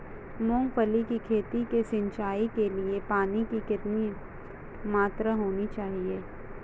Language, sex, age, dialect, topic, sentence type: Hindi, female, 18-24, Marwari Dhudhari, agriculture, question